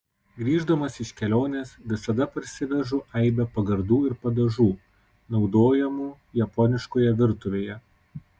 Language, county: Lithuanian, Kaunas